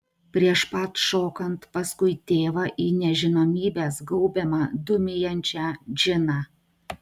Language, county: Lithuanian, Klaipėda